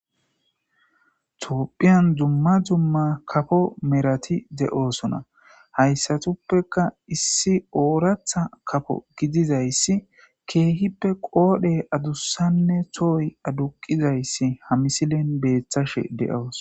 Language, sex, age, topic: Gamo, male, 18-24, agriculture